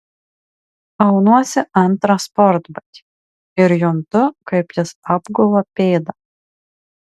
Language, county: Lithuanian, Marijampolė